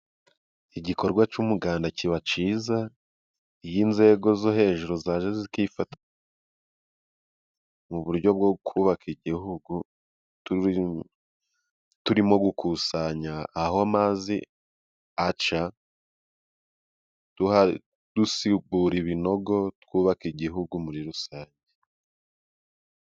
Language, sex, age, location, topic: Kinyarwanda, male, 25-35, Musanze, government